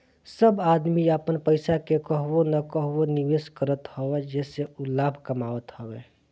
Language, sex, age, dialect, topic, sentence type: Bhojpuri, male, 25-30, Northern, banking, statement